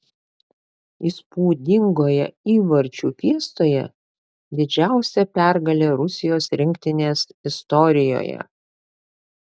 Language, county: Lithuanian, Panevėžys